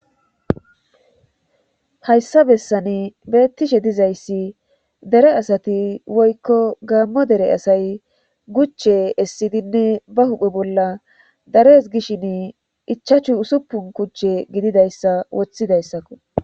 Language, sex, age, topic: Gamo, female, 25-35, government